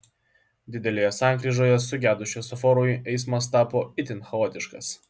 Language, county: Lithuanian, Klaipėda